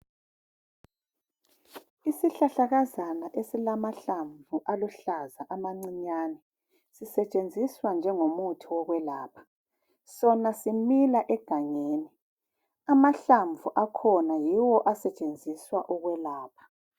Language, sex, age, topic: North Ndebele, female, 36-49, health